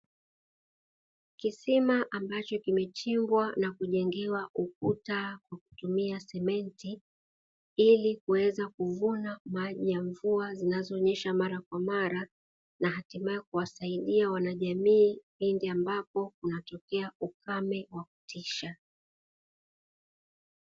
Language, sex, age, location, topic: Swahili, female, 36-49, Dar es Salaam, government